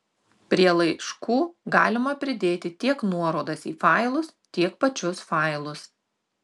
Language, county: Lithuanian, Tauragė